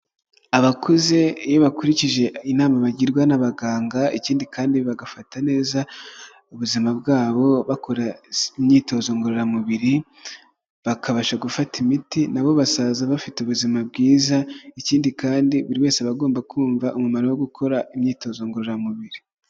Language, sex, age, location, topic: Kinyarwanda, male, 25-35, Huye, health